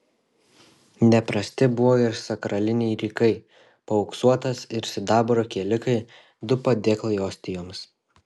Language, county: Lithuanian, Šiauliai